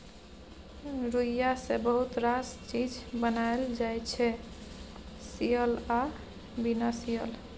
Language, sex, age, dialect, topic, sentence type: Maithili, female, 25-30, Bajjika, agriculture, statement